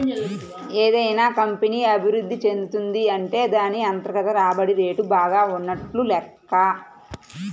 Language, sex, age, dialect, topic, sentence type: Telugu, female, 31-35, Central/Coastal, banking, statement